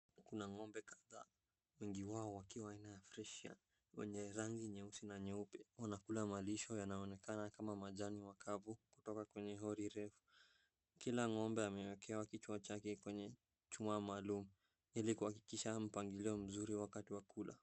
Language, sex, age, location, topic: Swahili, male, 18-24, Wajir, agriculture